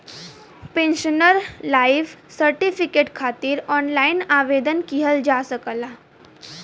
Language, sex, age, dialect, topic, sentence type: Bhojpuri, female, 18-24, Western, banking, statement